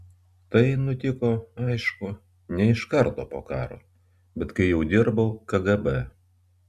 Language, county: Lithuanian, Vilnius